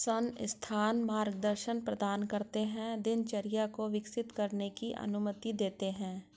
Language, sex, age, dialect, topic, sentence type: Hindi, female, 56-60, Hindustani Malvi Khadi Boli, banking, statement